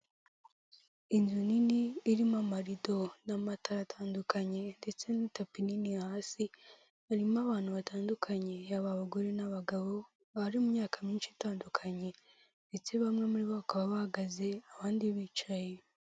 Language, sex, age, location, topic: Kinyarwanda, female, 18-24, Kigali, health